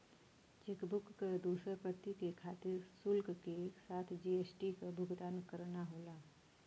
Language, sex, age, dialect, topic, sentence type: Bhojpuri, female, 36-40, Western, banking, statement